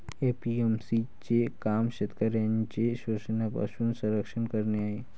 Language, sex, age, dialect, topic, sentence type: Marathi, male, 18-24, Varhadi, agriculture, statement